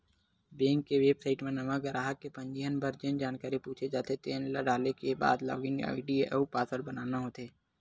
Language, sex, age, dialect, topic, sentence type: Chhattisgarhi, male, 18-24, Western/Budati/Khatahi, banking, statement